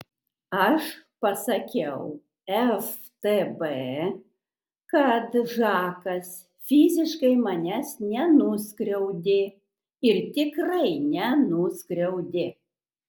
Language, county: Lithuanian, Kaunas